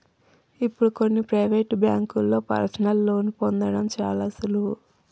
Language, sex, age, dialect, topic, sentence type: Telugu, female, 31-35, Telangana, banking, statement